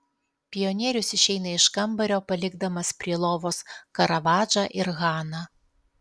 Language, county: Lithuanian, Alytus